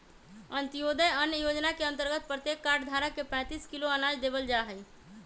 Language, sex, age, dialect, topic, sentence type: Magahi, female, 18-24, Western, agriculture, statement